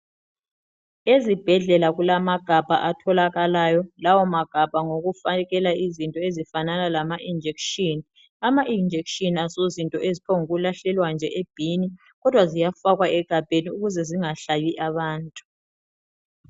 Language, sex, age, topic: North Ndebele, male, 36-49, health